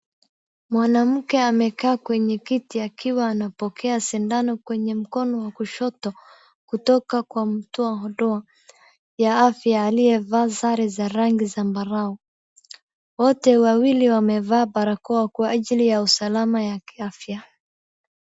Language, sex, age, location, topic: Swahili, female, 18-24, Wajir, health